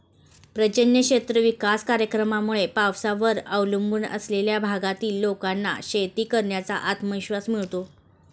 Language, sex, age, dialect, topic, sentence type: Marathi, female, 36-40, Standard Marathi, agriculture, statement